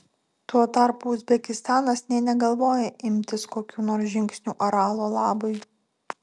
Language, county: Lithuanian, Utena